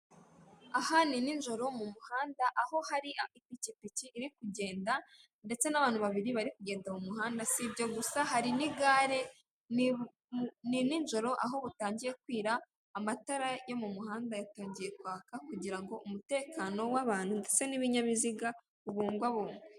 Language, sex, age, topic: Kinyarwanda, female, 36-49, government